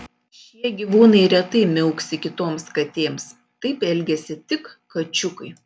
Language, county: Lithuanian, Panevėžys